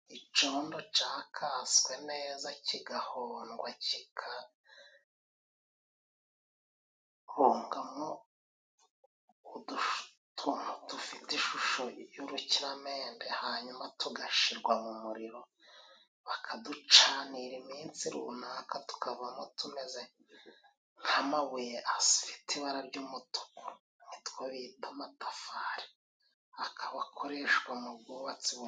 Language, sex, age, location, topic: Kinyarwanda, male, 36-49, Musanze, government